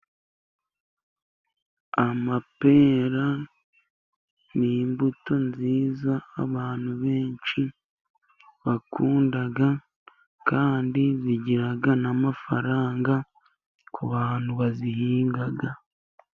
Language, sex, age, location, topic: Kinyarwanda, male, 18-24, Musanze, agriculture